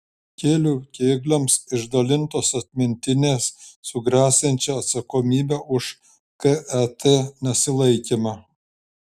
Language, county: Lithuanian, Šiauliai